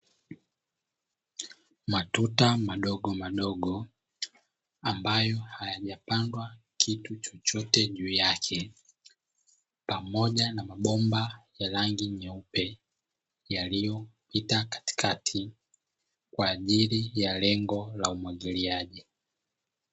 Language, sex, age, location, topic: Swahili, male, 25-35, Dar es Salaam, agriculture